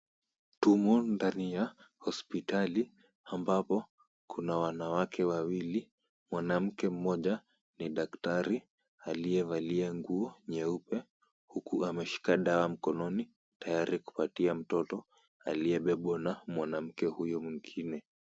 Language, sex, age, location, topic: Swahili, female, 25-35, Kisumu, health